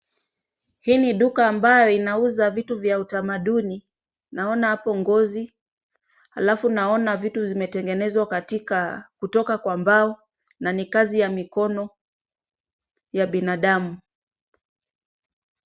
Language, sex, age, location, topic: Swahili, female, 25-35, Kisumu, finance